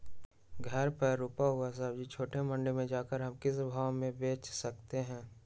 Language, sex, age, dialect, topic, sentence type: Magahi, male, 18-24, Western, agriculture, question